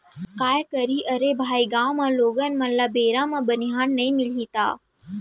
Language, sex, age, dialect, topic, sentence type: Chhattisgarhi, female, 18-24, Central, agriculture, statement